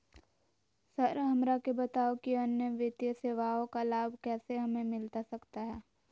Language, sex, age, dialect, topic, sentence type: Magahi, female, 25-30, Southern, banking, question